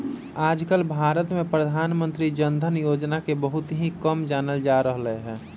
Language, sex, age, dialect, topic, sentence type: Magahi, male, 25-30, Western, banking, statement